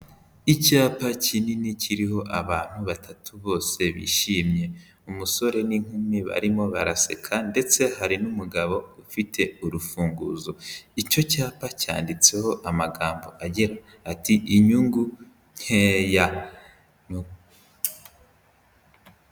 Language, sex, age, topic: Kinyarwanda, male, 18-24, finance